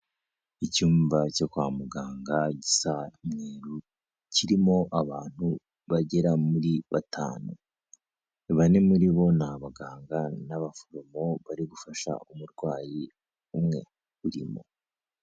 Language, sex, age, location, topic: Kinyarwanda, male, 18-24, Kigali, health